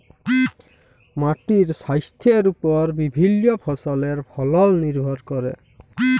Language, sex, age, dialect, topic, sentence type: Bengali, male, 18-24, Jharkhandi, agriculture, statement